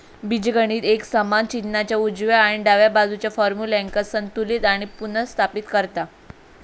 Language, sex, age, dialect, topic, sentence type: Marathi, female, 18-24, Southern Konkan, banking, statement